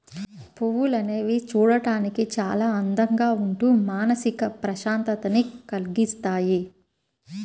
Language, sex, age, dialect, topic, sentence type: Telugu, female, 25-30, Central/Coastal, agriculture, statement